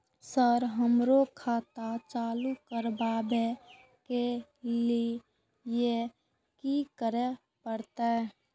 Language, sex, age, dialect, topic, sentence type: Maithili, female, 46-50, Eastern / Thethi, banking, question